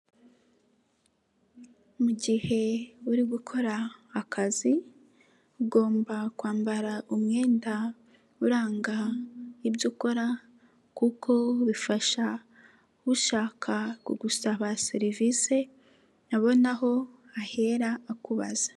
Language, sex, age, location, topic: Kinyarwanda, female, 18-24, Nyagatare, finance